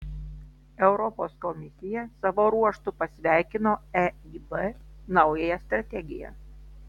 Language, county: Lithuanian, Telšiai